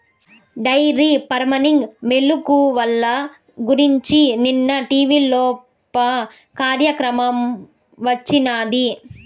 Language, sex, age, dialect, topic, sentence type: Telugu, female, 46-50, Southern, agriculture, statement